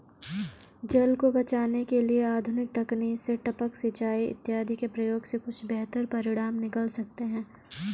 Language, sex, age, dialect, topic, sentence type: Hindi, female, 18-24, Kanauji Braj Bhasha, agriculture, statement